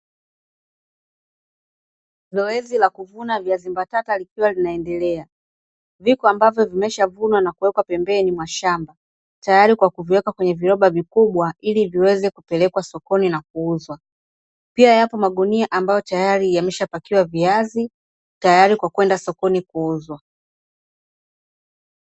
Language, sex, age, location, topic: Swahili, female, 25-35, Dar es Salaam, agriculture